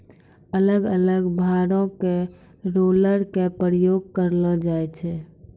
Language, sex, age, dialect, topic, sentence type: Maithili, female, 18-24, Angika, agriculture, statement